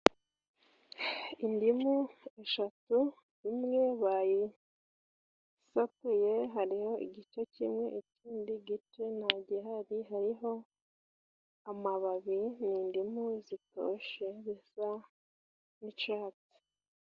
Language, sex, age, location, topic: Kinyarwanda, female, 25-35, Musanze, agriculture